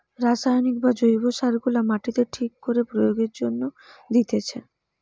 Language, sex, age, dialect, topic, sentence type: Bengali, female, 18-24, Western, agriculture, statement